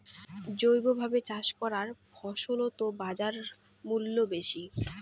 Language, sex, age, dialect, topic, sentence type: Bengali, female, 18-24, Rajbangshi, agriculture, statement